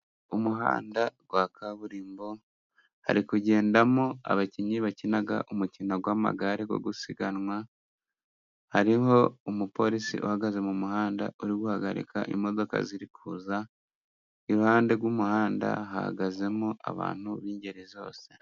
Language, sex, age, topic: Kinyarwanda, male, 25-35, government